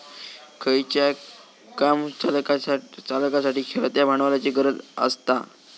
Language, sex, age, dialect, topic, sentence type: Marathi, male, 18-24, Southern Konkan, banking, statement